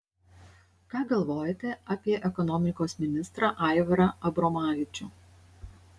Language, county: Lithuanian, Šiauliai